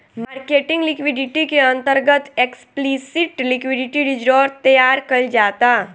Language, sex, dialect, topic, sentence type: Bhojpuri, female, Southern / Standard, banking, statement